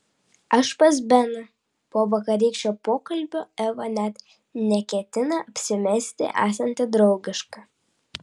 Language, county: Lithuanian, Vilnius